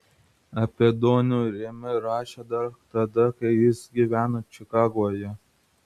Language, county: Lithuanian, Vilnius